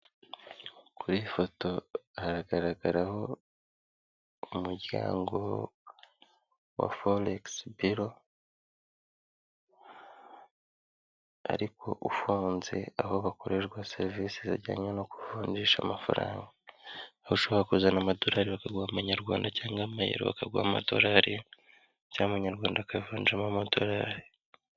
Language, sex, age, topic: Kinyarwanda, male, 25-35, finance